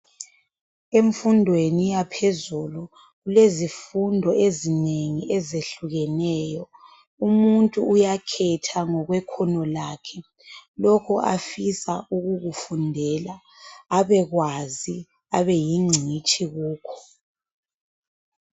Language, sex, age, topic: North Ndebele, male, 25-35, education